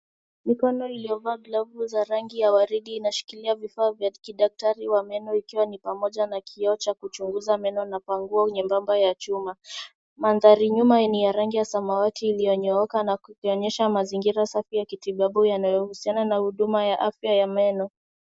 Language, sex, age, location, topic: Swahili, female, 18-24, Nairobi, health